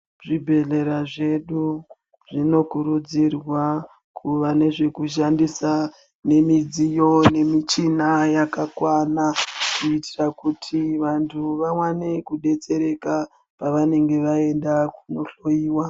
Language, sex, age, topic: Ndau, female, 36-49, health